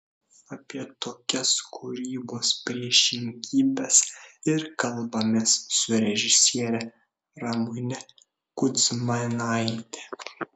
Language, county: Lithuanian, Šiauliai